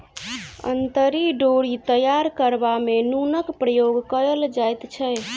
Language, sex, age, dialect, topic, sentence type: Maithili, female, 18-24, Southern/Standard, agriculture, statement